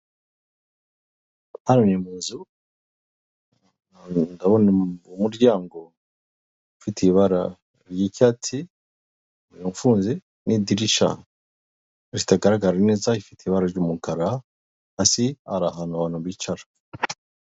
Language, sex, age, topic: Kinyarwanda, male, 36-49, finance